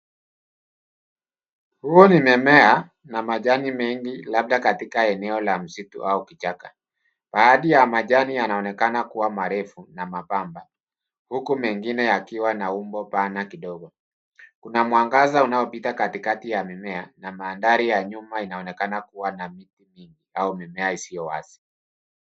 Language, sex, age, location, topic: Swahili, male, 50+, Nairobi, health